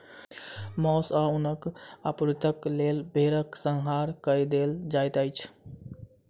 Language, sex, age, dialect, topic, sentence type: Maithili, male, 18-24, Southern/Standard, agriculture, statement